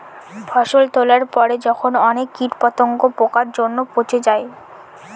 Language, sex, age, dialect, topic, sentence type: Bengali, female, 18-24, Northern/Varendri, agriculture, statement